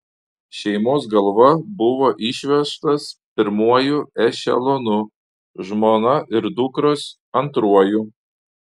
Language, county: Lithuanian, Panevėžys